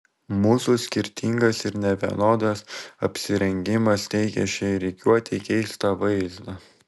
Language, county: Lithuanian, Vilnius